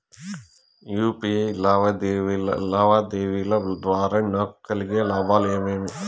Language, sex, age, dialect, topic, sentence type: Telugu, male, 31-35, Southern, banking, question